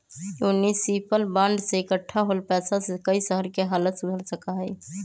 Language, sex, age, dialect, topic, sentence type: Magahi, female, 18-24, Western, banking, statement